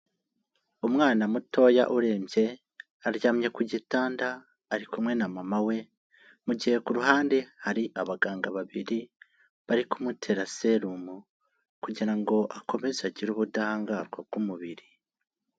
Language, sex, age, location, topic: Kinyarwanda, male, 18-24, Kigali, health